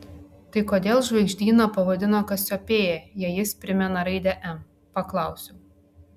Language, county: Lithuanian, Klaipėda